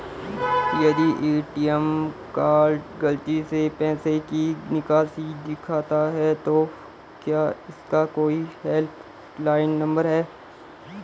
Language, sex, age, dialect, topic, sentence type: Hindi, male, 51-55, Garhwali, banking, question